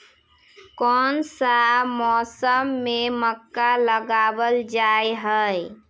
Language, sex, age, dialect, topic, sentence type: Magahi, female, 18-24, Northeastern/Surjapuri, agriculture, question